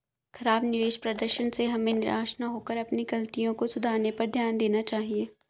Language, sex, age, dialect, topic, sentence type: Hindi, female, 18-24, Marwari Dhudhari, banking, statement